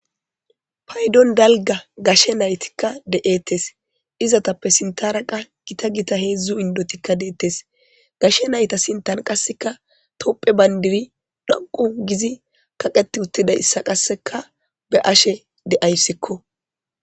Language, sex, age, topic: Gamo, male, 25-35, government